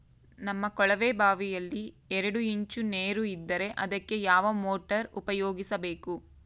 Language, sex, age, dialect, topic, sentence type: Kannada, female, 25-30, Central, agriculture, question